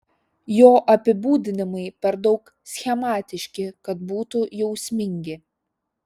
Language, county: Lithuanian, Šiauliai